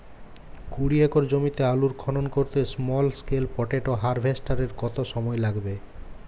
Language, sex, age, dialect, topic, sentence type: Bengali, male, 18-24, Jharkhandi, agriculture, question